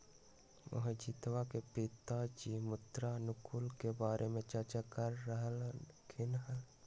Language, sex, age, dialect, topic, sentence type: Magahi, male, 60-100, Western, agriculture, statement